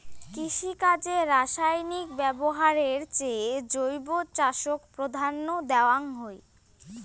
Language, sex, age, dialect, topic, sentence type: Bengali, female, 18-24, Rajbangshi, agriculture, statement